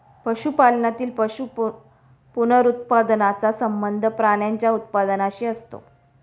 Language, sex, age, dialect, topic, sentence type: Marathi, female, 36-40, Standard Marathi, agriculture, statement